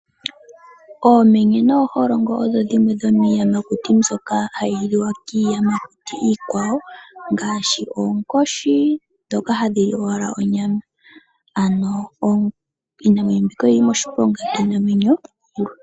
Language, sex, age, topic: Oshiwambo, female, 18-24, agriculture